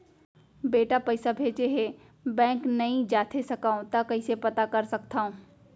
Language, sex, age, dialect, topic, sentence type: Chhattisgarhi, female, 18-24, Central, banking, question